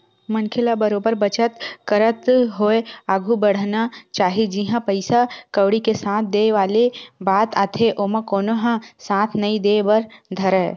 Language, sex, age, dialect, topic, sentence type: Chhattisgarhi, female, 18-24, Western/Budati/Khatahi, banking, statement